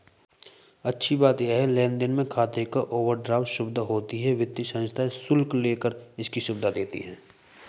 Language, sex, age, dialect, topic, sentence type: Hindi, male, 18-24, Hindustani Malvi Khadi Boli, banking, statement